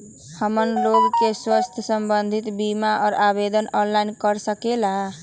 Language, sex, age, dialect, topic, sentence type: Magahi, female, 18-24, Western, banking, question